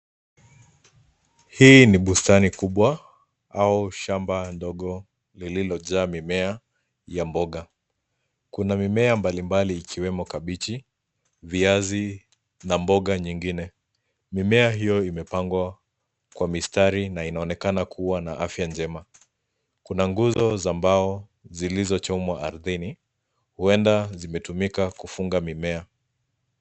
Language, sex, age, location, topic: Swahili, male, 25-35, Nairobi, agriculture